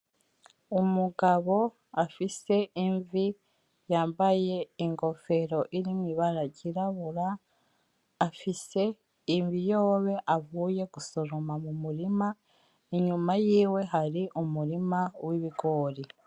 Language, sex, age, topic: Rundi, female, 25-35, agriculture